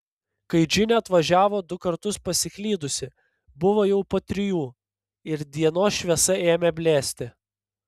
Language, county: Lithuanian, Panevėžys